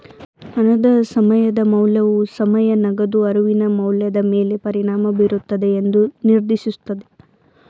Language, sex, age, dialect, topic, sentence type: Kannada, female, 18-24, Mysore Kannada, banking, statement